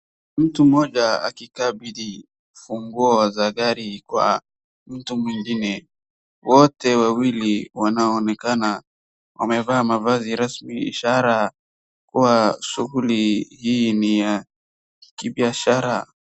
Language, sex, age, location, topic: Swahili, female, 18-24, Wajir, finance